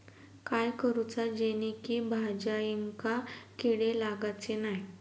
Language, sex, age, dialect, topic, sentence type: Marathi, female, 18-24, Southern Konkan, agriculture, question